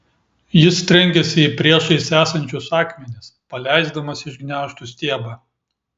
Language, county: Lithuanian, Klaipėda